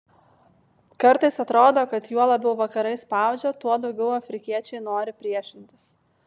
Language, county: Lithuanian, Vilnius